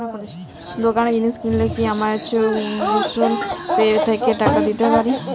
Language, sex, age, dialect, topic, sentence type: Bengali, female, 18-24, Jharkhandi, banking, question